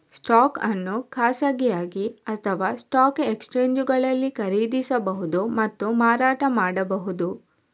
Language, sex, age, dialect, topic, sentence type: Kannada, female, 25-30, Coastal/Dakshin, banking, statement